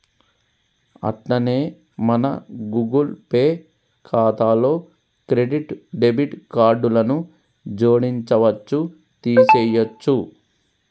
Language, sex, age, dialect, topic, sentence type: Telugu, male, 36-40, Telangana, banking, statement